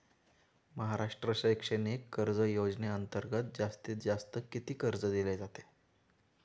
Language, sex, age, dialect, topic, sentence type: Marathi, male, 18-24, Standard Marathi, banking, question